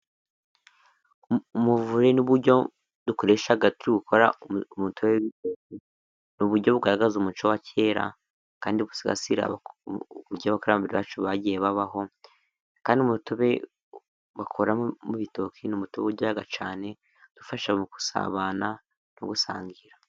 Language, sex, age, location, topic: Kinyarwanda, male, 18-24, Musanze, government